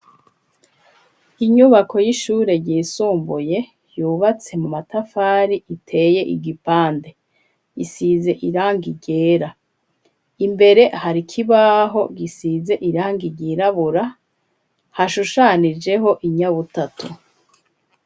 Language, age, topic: Rundi, 36-49, education